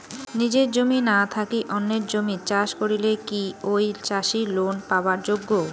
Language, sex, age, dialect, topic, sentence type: Bengali, female, 25-30, Rajbangshi, agriculture, question